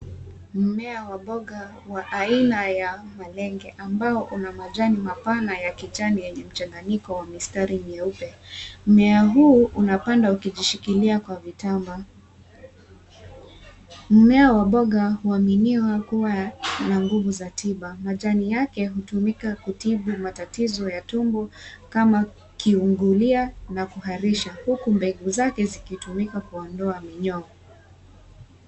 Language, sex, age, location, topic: Swahili, female, 25-35, Nairobi, health